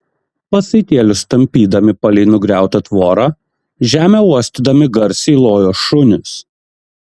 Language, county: Lithuanian, Kaunas